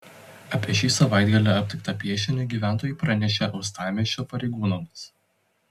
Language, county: Lithuanian, Telšiai